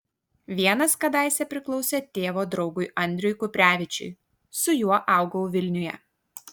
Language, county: Lithuanian, Kaunas